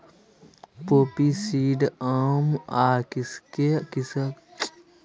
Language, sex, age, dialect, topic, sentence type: Maithili, male, 18-24, Bajjika, agriculture, statement